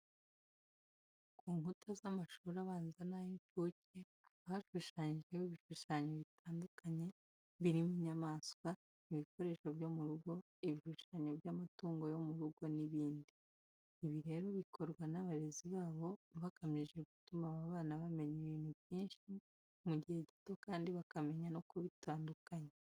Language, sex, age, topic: Kinyarwanda, female, 25-35, education